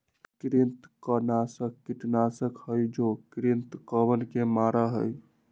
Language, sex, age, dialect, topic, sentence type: Magahi, male, 60-100, Western, agriculture, statement